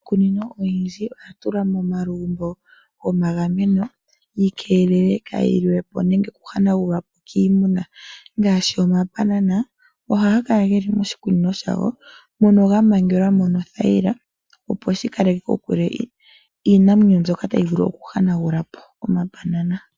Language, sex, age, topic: Oshiwambo, female, 25-35, agriculture